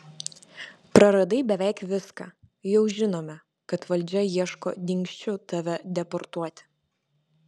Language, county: Lithuanian, Vilnius